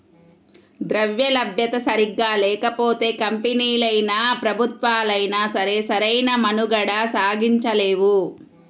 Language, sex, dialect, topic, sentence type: Telugu, female, Central/Coastal, banking, statement